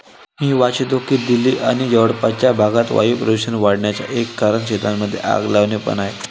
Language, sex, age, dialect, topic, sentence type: Marathi, male, 18-24, Varhadi, agriculture, statement